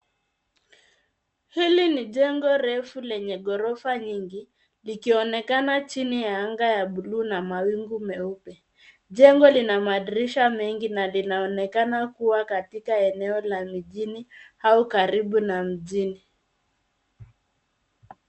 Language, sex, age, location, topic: Swahili, female, 25-35, Nairobi, finance